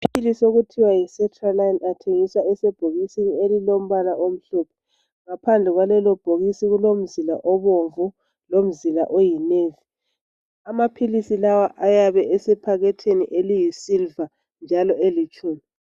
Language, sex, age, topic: North Ndebele, female, 36-49, health